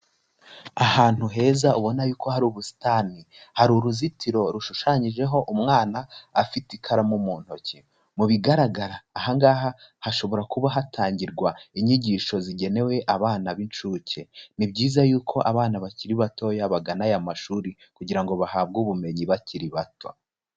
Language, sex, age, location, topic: Kinyarwanda, male, 18-24, Kigali, education